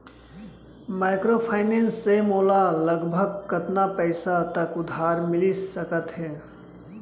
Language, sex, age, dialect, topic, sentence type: Chhattisgarhi, male, 25-30, Central, banking, question